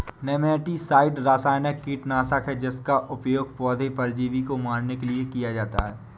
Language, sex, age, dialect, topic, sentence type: Hindi, male, 18-24, Awadhi Bundeli, agriculture, statement